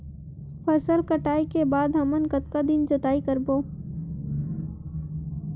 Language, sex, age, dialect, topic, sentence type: Chhattisgarhi, female, 25-30, Western/Budati/Khatahi, agriculture, question